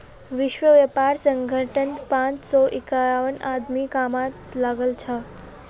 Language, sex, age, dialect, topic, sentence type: Magahi, female, 36-40, Northeastern/Surjapuri, banking, statement